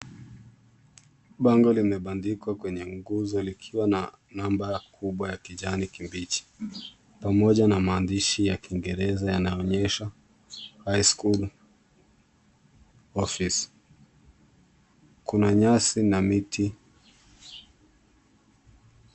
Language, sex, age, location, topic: Swahili, male, 18-24, Kisumu, education